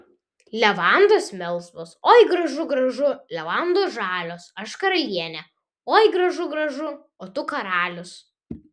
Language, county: Lithuanian, Vilnius